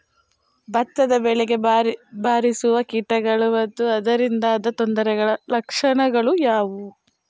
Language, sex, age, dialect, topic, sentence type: Kannada, female, 18-24, Coastal/Dakshin, agriculture, question